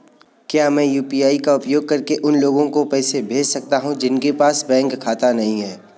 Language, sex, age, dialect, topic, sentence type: Hindi, male, 25-30, Kanauji Braj Bhasha, banking, question